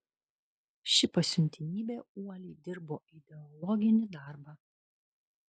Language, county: Lithuanian, Kaunas